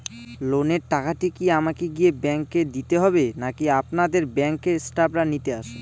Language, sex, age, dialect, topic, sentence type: Bengali, male, 18-24, Northern/Varendri, banking, question